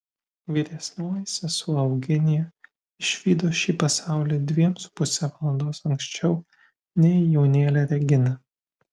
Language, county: Lithuanian, Vilnius